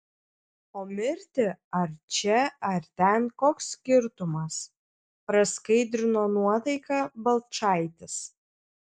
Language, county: Lithuanian, Kaunas